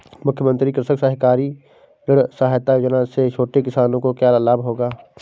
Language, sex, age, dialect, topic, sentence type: Hindi, male, 18-24, Kanauji Braj Bhasha, agriculture, question